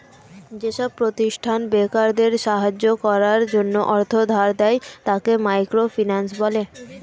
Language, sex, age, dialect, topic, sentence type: Bengali, female, <18, Standard Colloquial, banking, statement